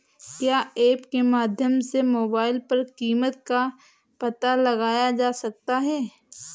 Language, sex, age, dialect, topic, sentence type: Hindi, female, 18-24, Awadhi Bundeli, agriculture, question